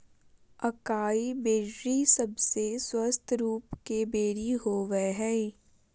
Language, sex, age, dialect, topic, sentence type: Magahi, female, 18-24, Southern, agriculture, statement